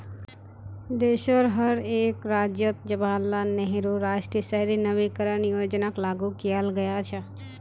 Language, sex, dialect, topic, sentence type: Magahi, female, Northeastern/Surjapuri, banking, statement